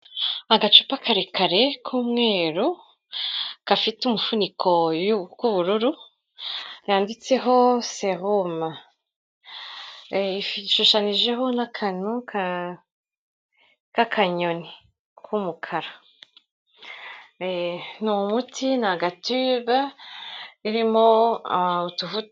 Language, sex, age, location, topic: Kinyarwanda, female, 36-49, Kigali, health